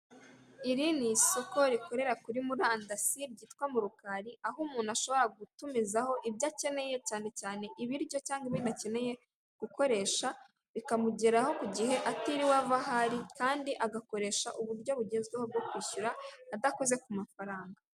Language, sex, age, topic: Kinyarwanda, female, 36-49, finance